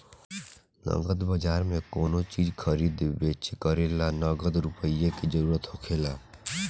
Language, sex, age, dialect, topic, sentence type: Bhojpuri, male, <18, Southern / Standard, banking, statement